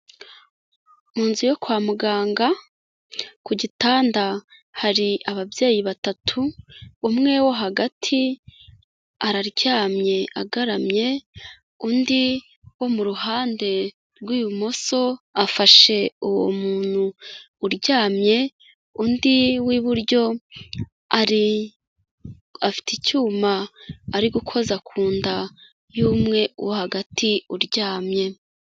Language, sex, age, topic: Kinyarwanda, female, 25-35, health